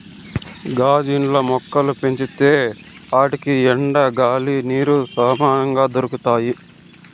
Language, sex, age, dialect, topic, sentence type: Telugu, male, 51-55, Southern, agriculture, statement